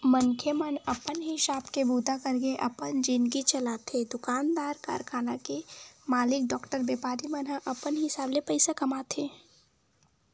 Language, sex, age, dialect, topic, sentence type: Chhattisgarhi, male, 18-24, Western/Budati/Khatahi, banking, statement